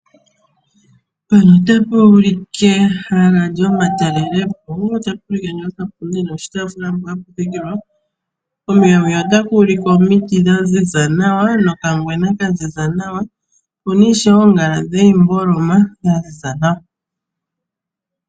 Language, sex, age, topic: Oshiwambo, female, 25-35, agriculture